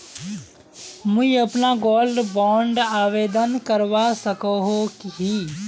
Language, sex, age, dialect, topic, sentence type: Magahi, male, 18-24, Northeastern/Surjapuri, banking, question